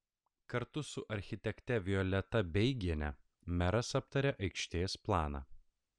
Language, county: Lithuanian, Klaipėda